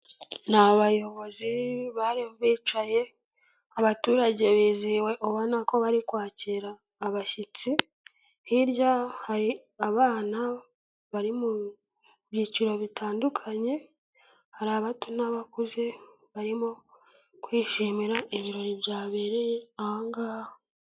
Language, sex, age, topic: Kinyarwanda, female, 25-35, government